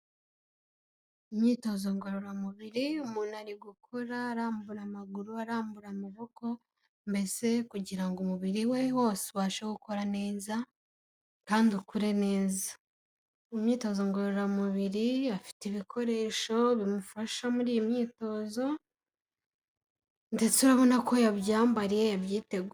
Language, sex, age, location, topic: Kinyarwanda, female, 18-24, Kigali, health